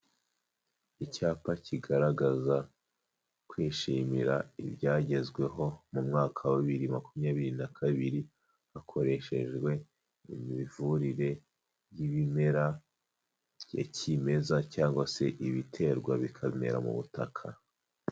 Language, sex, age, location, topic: Kinyarwanda, male, 25-35, Huye, health